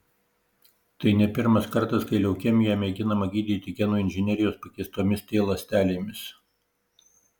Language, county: Lithuanian, Marijampolė